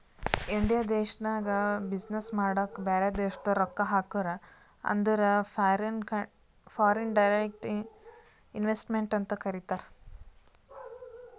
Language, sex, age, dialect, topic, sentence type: Kannada, female, 18-24, Northeastern, banking, statement